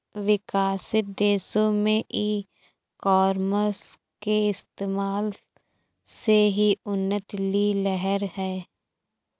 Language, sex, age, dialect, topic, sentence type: Hindi, female, 25-30, Awadhi Bundeli, banking, statement